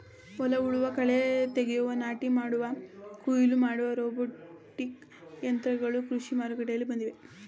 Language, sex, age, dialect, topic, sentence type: Kannada, female, 18-24, Mysore Kannada, agriculture, statement